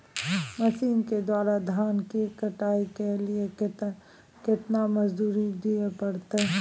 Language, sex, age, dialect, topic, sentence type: Maithili, female, 36-40, Bajjika, agriculture, question